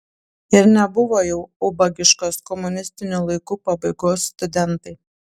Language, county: Lithuanian, Panevėžys